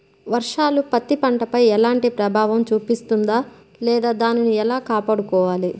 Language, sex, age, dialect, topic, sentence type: Telugu, female, 31-35, Central/Coastal, agriculture, question